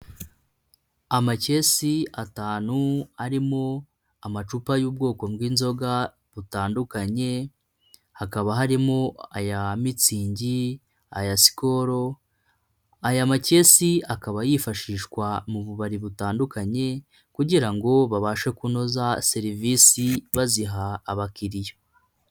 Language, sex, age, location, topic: Kinyarwanda, female, 25-35, Nyagatare, finance